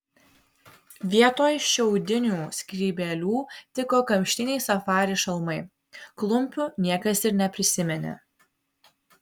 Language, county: Lithuanian, Vilnius